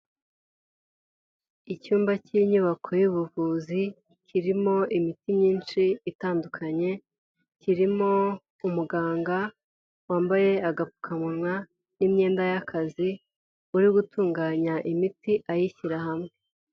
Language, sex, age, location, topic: Kinyarwanda, female, 18-24, Huye, health